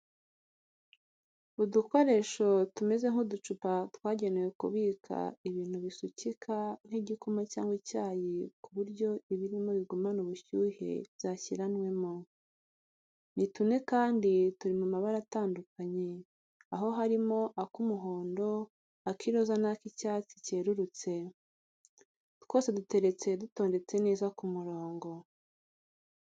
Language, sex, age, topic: Kinyarwanda, female, 36-49, education